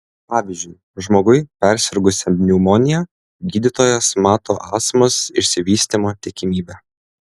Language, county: Lithuanian, Klaipėda